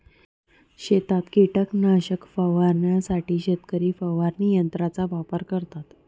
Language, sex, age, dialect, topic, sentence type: Marathi, female, 31-35, Northern Konkan, agriculture, statement